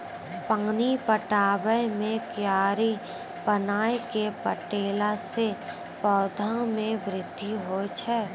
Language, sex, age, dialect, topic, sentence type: Maithili, female, 18-24, Angika, agriculture, question